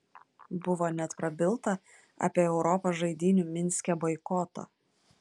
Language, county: Lithuanian, Klaipėda